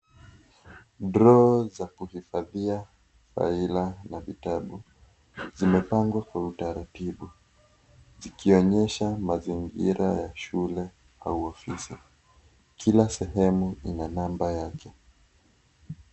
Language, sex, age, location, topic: Swahili, male, 18-24, Kisii, education